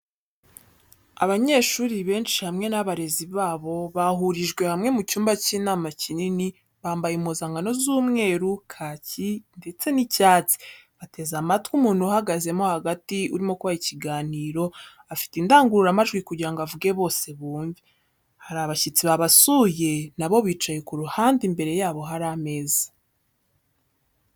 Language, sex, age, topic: Kinyarwanda, female, 18-24, education